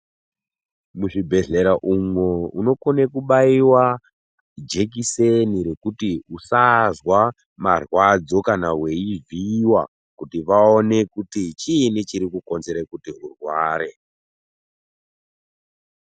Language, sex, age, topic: Ndau, male, 18-24, health